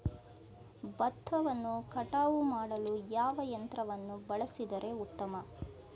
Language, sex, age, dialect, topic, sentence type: Kannada, female, 41-45, Mysore Kannada, agriculture, question